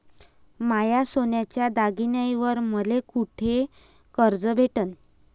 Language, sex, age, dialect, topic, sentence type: Marathi, female, 25-30, Varhadi, banking, statement